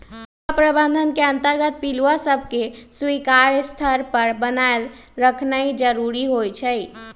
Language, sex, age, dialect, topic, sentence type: Magahi, male, 18-24, Western, agriculture, statement